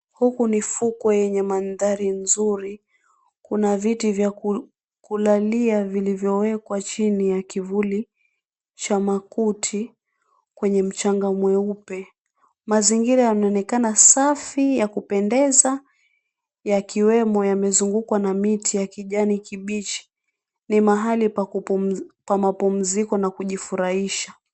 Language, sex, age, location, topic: Swahili, female, 25-35, Mombasa, government